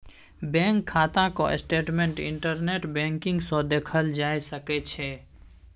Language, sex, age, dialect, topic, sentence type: Maithili, male, 18-24, Bajjika, banking, statement